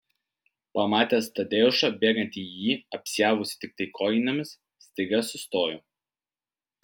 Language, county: Lithuanian, Vilnius